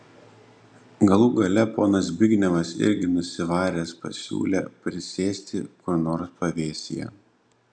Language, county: Lithuanian, Panevėžys